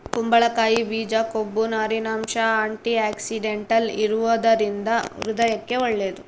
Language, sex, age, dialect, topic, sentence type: Kannada, female, 18-24, Central, agriculture, statement